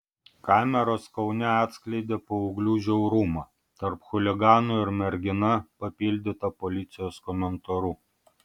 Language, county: Lithuanian, Vilnius